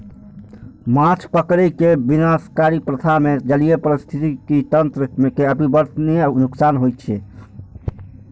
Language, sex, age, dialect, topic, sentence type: Maithili, male, 46-50, Eastern / Thethi, agriculture, statement